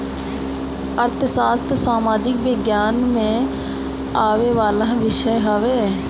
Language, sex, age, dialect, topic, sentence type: Bhojpuri, female, 60-100, Northern, banking, statement